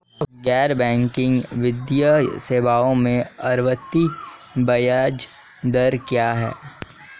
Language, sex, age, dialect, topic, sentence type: Hindi, male, 18-24, Marwari Dhudhari, banking, question